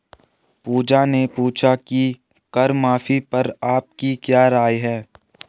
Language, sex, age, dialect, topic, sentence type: Hindi, male, 18-24, Garhwali, banking, statement